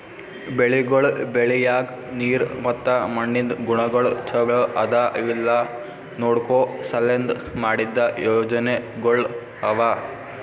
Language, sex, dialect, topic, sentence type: Kannada, male, Northeastern, agriculture, statement